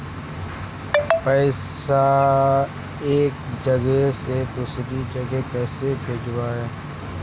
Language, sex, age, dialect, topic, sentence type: Magahi, female, 18-24, Central/Standard, banking, question